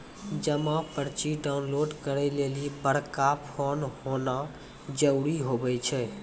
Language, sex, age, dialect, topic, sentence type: Maithili, male, 18-24, Angika, banking, statement